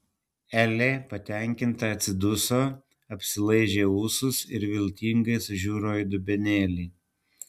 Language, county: Lithuanian, Panevėžys